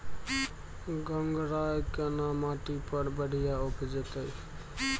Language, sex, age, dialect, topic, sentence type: Maithili, male, 25-30, Bajjika, agriculture, question